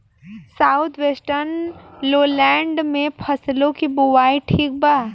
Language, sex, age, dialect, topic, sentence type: Bhojpuri, female, 18-24, Southern / Standard, agriculture, question